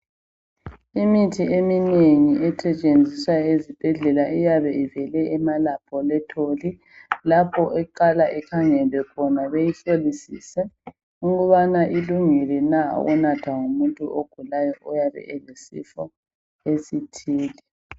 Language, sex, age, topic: North Ndebele, male, 25-35, health